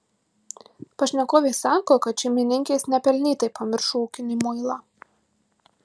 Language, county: Lithuanian, Marijampolė